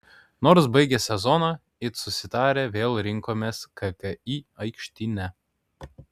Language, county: Lithuanian, Kaunas